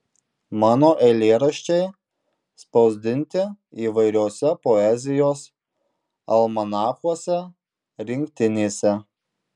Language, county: Lithuanian, Marijampolė